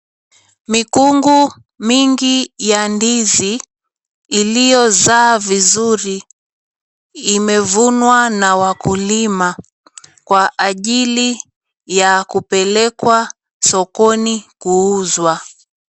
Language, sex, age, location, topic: Swahili, female, 25-35, Mombasa, agriculture